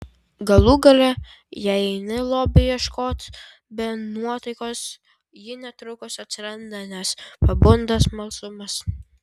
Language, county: Lithuanian, Vilnius